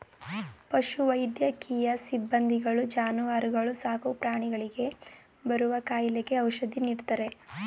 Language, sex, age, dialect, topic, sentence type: Kannada, female, 18-24, Mysore Kannada, agriculture, statement